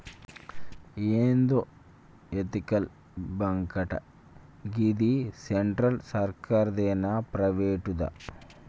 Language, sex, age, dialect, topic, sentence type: Telugu, male, 25-30, Telangana, banking, statement